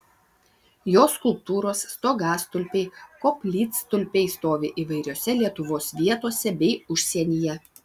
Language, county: Lithuanian, Vilnius